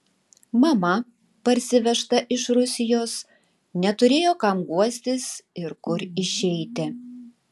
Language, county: Lithuanian, Tauragė